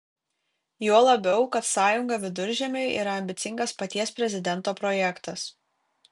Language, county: Lithuanian, Kaunas